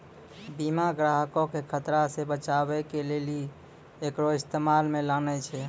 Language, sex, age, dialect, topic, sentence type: Maithili, male, 56-60, Angika, banking, statement